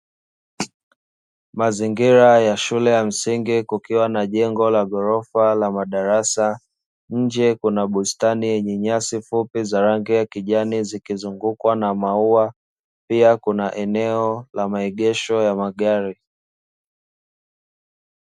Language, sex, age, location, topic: Swahili, male, 25-35, Dar es Salaam, education